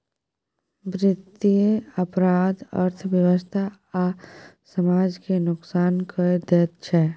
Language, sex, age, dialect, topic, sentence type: Maithili, female, 18-24, Bajjika, banking, statement